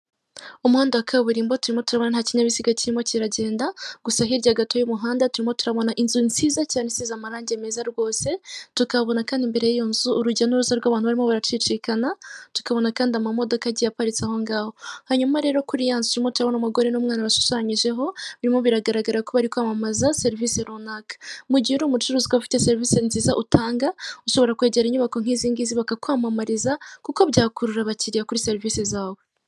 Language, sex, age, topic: Kinyarwanda, female, 18-24, finance